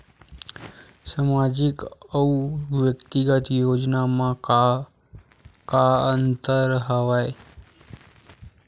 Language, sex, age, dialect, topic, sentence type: Chhattisgarhi, male, 41-45, Western/Budati/Khatahi, banking, question